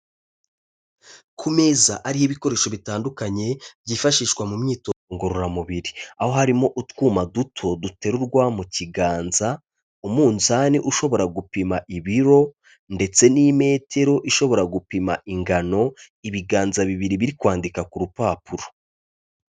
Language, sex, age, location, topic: Kinyarwanda, male, 25-35, Kigali, health